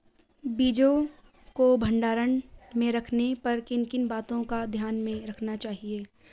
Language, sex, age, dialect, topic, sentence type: Hindi, female, 41-45, Garhwali, agriculture, question